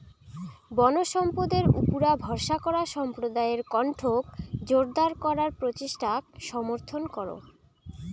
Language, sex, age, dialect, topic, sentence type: Bengali, female, 18-24, Rajbangshi, agriculture, statement